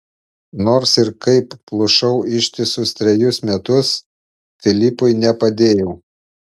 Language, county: Lithuanian, Panevėžys